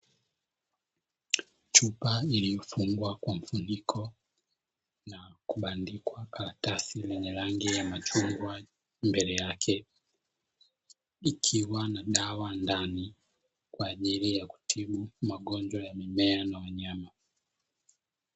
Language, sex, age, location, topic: Swahili, male, 25-35, Dar es Salaam, agriculture